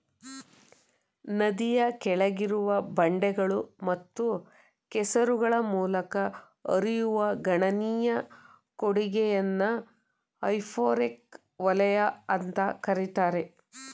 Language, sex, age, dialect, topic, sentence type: Kannada, female, 31-35, Mysore Kannada, agriculture, statement